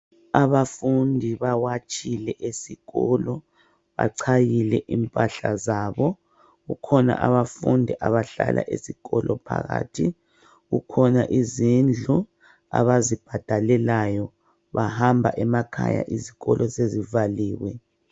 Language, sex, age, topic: North Ndebele, female, 36-49, education